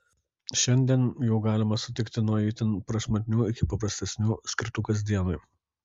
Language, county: Lithuanian, Kaunas